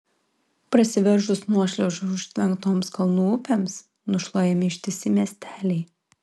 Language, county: Lithuanian, Klaipėda